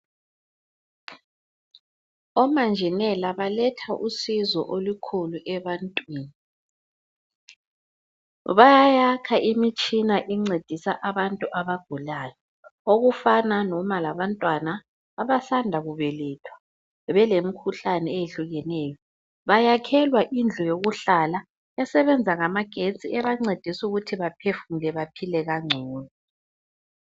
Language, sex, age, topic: North Ndebele, female, 25-35, health